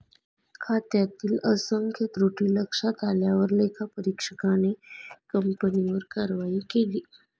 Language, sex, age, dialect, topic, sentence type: Marathi, female, 25-30, Standard Marathi, banking, statement